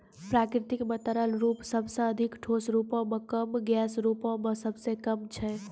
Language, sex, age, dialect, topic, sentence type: Maithili, female, 25-30, Angika, agriculture, statement